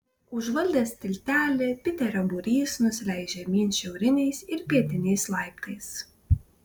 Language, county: Lithuanian, Vilnius